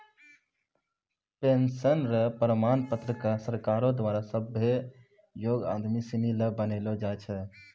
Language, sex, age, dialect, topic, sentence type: Maithili, male, 18-24, Angika, banking, statement